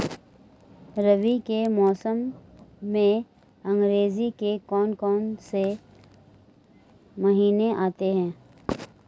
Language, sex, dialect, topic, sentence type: Hindi, female, Marwari Dhudhari, agriculture, question